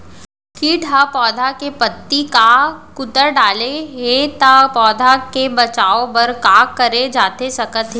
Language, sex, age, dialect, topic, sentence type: Chhattisgarhi, female, 25-30, Central, agriculture, question